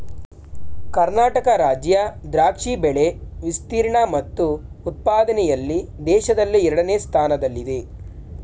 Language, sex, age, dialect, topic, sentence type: Kannada, male, 18-24, Mysore Kannada, agriculture, statement